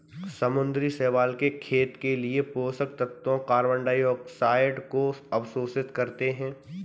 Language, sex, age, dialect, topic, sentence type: Hindi, male, 25-30, Kanauji Braj Bhasha, agriculture, statement